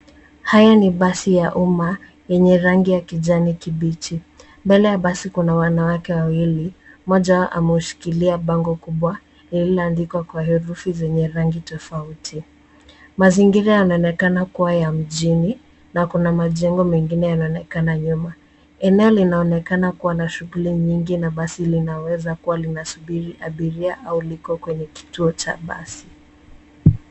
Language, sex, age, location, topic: Swahili, female, 18-24, Nairobi, government